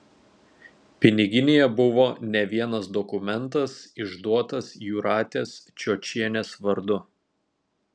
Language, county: Lithuanian, Telšiai